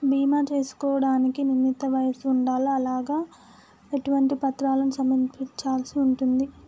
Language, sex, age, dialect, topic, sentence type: Telugu, female, 18-24, Telangana, banking, question